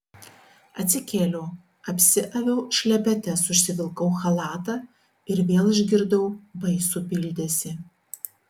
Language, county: Lithuanian, Šiauliai